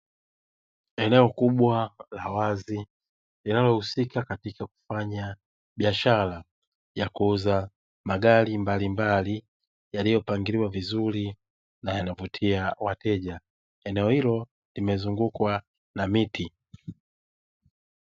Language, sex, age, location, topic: Swahili, male, 18-24, Dar es Salaam, finance